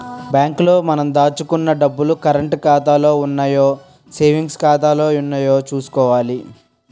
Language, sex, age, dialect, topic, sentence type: Telugu, male, 18-24, Utterandhra, banking, statement